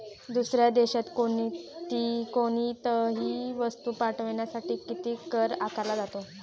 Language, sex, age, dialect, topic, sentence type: Marathi, female, 18-24, Standard Marathi, banking, statement